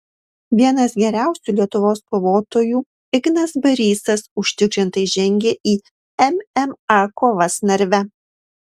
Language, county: Lithuanian, Marijampolė